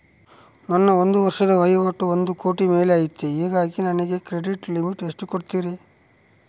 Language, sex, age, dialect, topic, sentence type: Kannada, male, 36-40, Central, banking, question